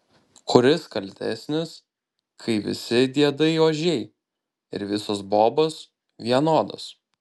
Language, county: Lithuanian, Panevėžys